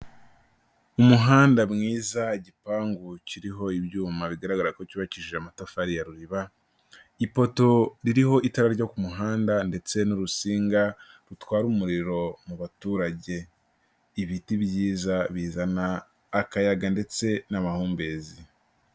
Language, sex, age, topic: Kinyarwanda, male, 18-24, government